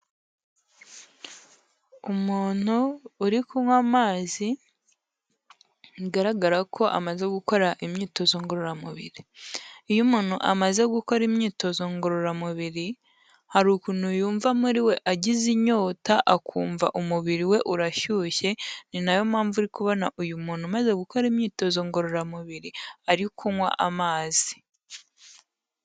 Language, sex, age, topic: Kinyarwanda, female, 18-24, health